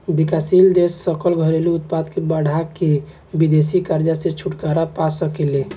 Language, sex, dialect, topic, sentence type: Bhojpuri, male, Southern / Standard, banking, statement